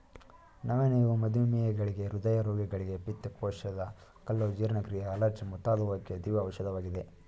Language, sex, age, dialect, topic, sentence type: Kannada, male, 18-24, Mysore Kannada, agriculture, statement